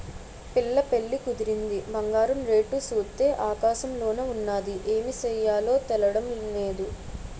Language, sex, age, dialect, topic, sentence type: Telugu, male, 51-55, Utterandhra, banking, statement